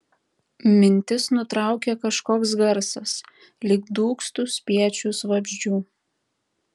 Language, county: Lithuanian, Tauragė